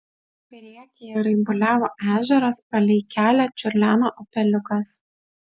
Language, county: Lithuanian, Utena